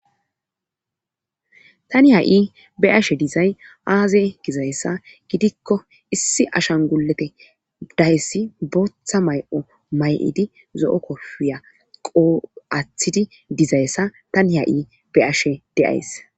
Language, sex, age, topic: Gamo, female, 25-35, government